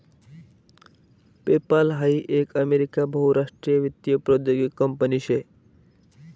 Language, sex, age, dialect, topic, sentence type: Marathi, male, 18-24, Northern Konkan, banking, statement